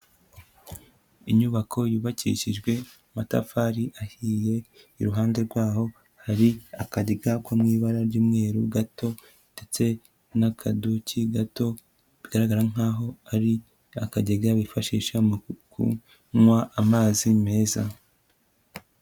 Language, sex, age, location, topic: Kinyarwanda, male, 18-24, Kigali, education